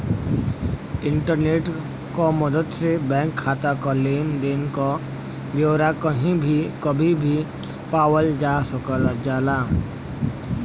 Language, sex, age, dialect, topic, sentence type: Bhojpuri, male, 60-100, Western, banking, statement